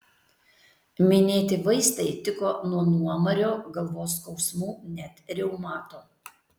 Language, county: Lithuanian, Tauragė